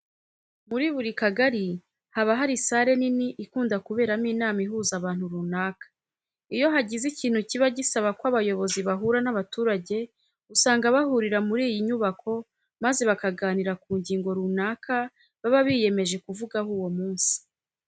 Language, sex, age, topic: Kinyarwanda, female, 25-35, education